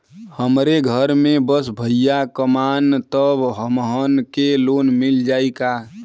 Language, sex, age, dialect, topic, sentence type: Bhojpuri, male, 18-24, Western, banking, question